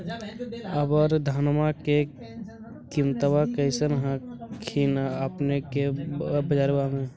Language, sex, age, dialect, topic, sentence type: Magahi, male, 60-100, Central/Standard, agriculture, question